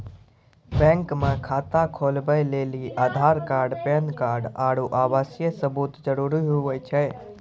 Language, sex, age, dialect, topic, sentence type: Maithili, male, 18-24, Angika, banking, statement